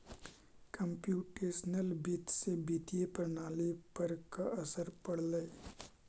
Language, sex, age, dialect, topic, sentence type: Magahi, male, 18-24, Central/Standard, banking, statement